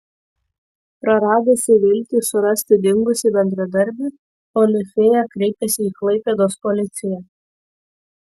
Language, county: Lithuanian, Kaunas